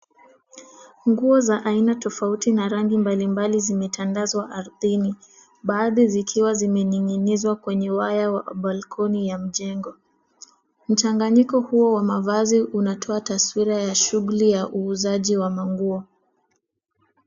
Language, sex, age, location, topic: Swahili, female, 18-24, Nairobi, finance